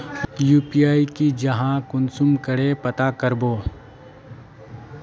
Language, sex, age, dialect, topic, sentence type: Magahi, male, 18-24, Northeastern/Surjapuri, banking, question